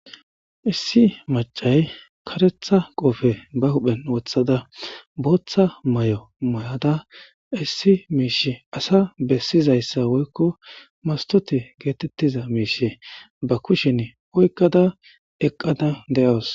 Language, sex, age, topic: Gamo, male, 25-35, government